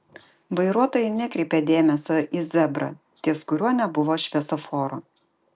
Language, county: Lithuanian, Vilnius